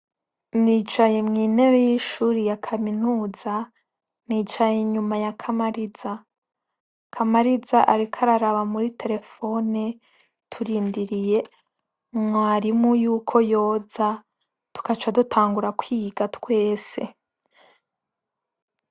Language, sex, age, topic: Rundi, female, 18-24, education